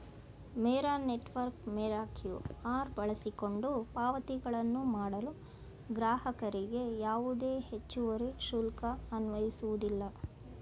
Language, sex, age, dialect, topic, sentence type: Kannada, female, 41-45, Mysore Kannada, banking, statement